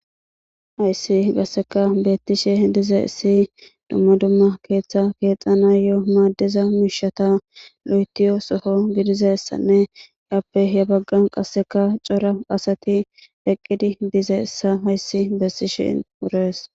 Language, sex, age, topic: Gamo, female, 18-24, government